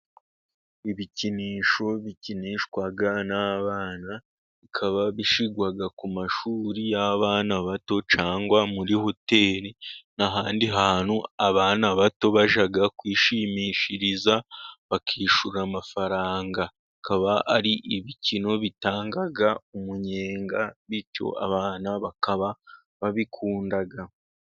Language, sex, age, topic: Kinyarwanda, male, 36-49, finance